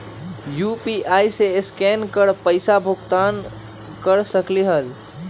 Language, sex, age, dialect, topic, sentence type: Magahi, male, 18-24, Western, banking, question